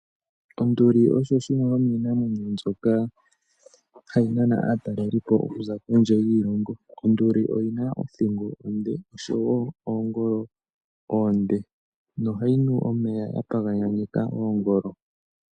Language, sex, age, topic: Oshiwambo, male, 25-35, agriculture